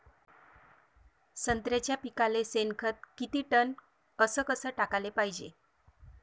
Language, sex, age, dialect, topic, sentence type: Marathi, female, 36-40, Varhadi, agriculture, question